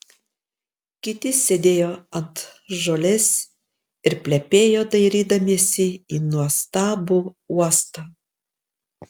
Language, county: Lithuanian, Panevėžys